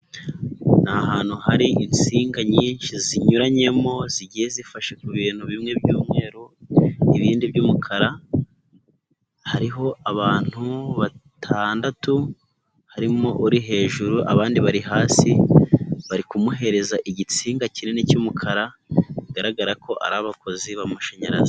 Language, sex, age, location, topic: Kinyarwanda, male, 18-24, Nyagatare, government